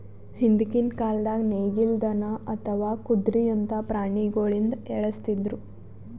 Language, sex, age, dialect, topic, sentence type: Kannada, female, 18-24, Northeastern, agriculture, statement